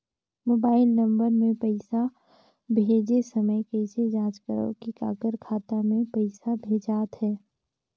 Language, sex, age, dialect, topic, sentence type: Chhattisgarhi, female, 56-60, Northern/Bhandar, banking, question